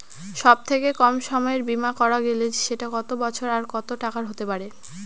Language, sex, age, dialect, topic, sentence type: Bengali, female, <18, Northern/Varendri, banking, question